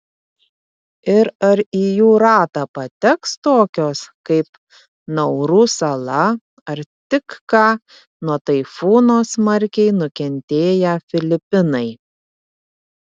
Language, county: Lithuanian, Panevėžys